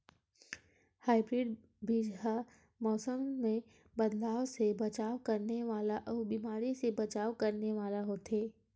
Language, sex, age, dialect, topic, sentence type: Chhattisgarhi, female, 18-24, Western/Budati/Khatahi, agriculture, statement